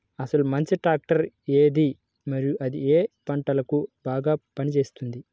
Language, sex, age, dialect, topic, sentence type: Telugu, female, 25-30, Central/Coastal, agriculture, question